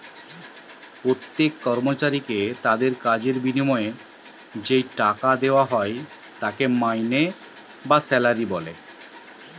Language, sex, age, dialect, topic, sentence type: Bengali, male, 36-40, Western, banking, statement